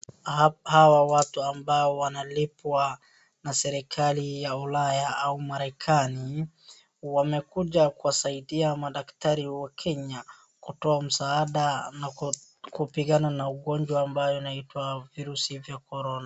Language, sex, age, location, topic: Swahili, female, 36-49, Wajir, health